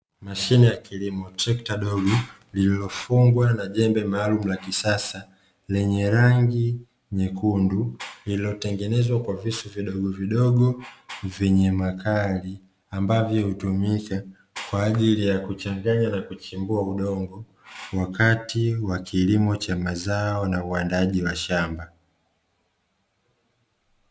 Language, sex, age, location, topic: Swahili, male, 25-35, Dar es Salaam, agriculture